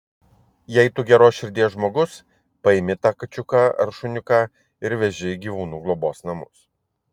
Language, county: Lithuanian, Vilnius